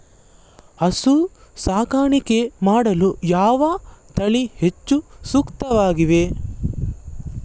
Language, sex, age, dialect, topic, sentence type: Kannada, male, 18-24, Mysore Kannada, agriculture, question